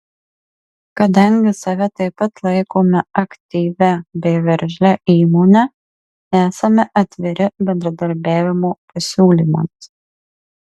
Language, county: Lithuanian, Marijampolė